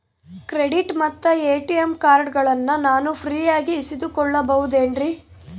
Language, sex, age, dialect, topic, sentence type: Kannada, female, 18-24, Central, banking, question